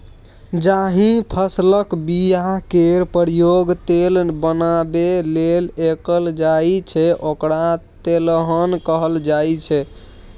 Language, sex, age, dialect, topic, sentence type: Maithili, male, 18-24, Bajjika, agriculture, statement